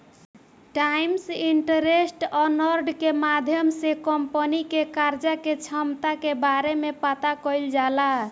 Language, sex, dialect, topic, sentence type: Bhojpuri, female, Southern / Standard, banking, statement